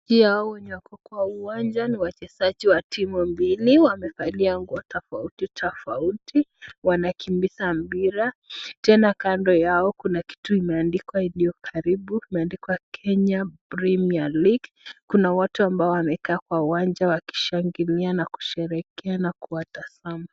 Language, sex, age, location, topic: Swahili, female, 18-24, Nakuru, government